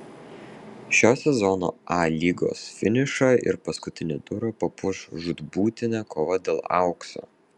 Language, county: Lithuanian, Vilnius